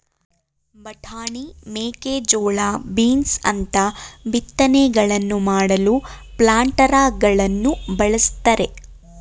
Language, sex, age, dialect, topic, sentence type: Kannada, female, 25-30, Mysore Kannada, agriculture, statement